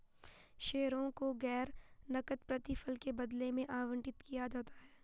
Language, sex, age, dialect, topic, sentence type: Hindi, female, 51-55, Garhwali, banking, statement